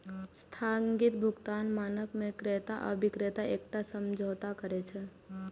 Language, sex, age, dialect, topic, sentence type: Maithili, female, 18-24, Eastern / Thethi, banking, statement